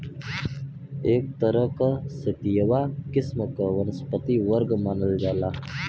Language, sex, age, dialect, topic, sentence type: Bhojpuri, male, 60-100, Western, agriculture, statement